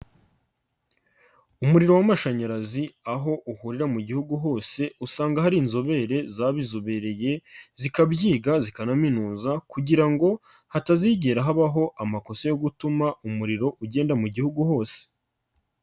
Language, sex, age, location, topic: Kinyarwanda, male, 25-35, Nyagatare, government